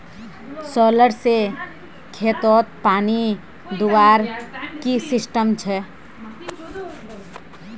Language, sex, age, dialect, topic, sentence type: Magahi, female, 18-24, Northeastern/Surjapuri, agriculture, question